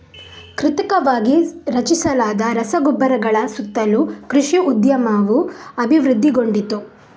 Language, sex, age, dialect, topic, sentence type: Kannada, female, 51-55, Coastal/Dakshin, agriculture, statement